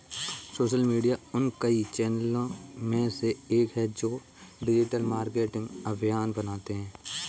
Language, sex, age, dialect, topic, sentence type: Hindi, male, 18-24, Kanauji Braj Bhasha, banking, statement